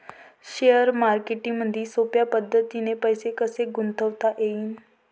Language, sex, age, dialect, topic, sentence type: Marathi, female, 18-24, Varhadi, banking, question